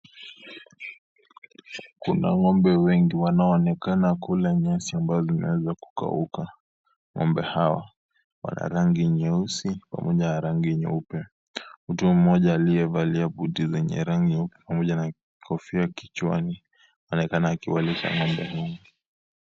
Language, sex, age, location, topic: Swahili, male, 18-24, Kisii, agriculture